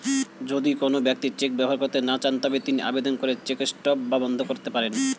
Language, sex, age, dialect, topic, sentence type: Bengali, male, 18-24, Standard Colloquial, banking, statement